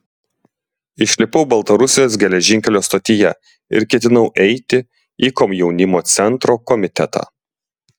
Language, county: Lithuanian, Klaipėda